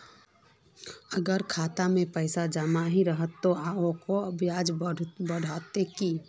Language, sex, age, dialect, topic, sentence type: Magahi, female, 25-30, Northeastern/Surjapuri, banking, question